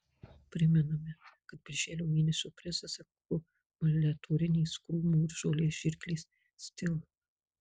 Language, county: Lithuanian, Kaunas